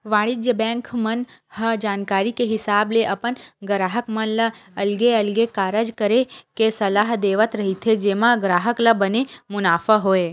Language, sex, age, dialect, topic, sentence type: Chhattisgarhi, female, 25-30, Western/Budati/Khatahi, banking, statement